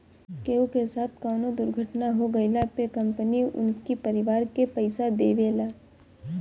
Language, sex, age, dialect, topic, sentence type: Bhojpuri, female, 18-24, Northern, banking, statement